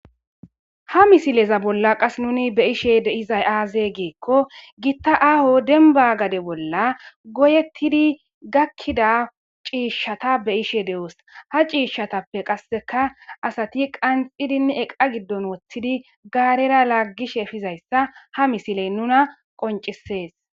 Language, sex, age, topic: Gamo, female, 18-24, agriculture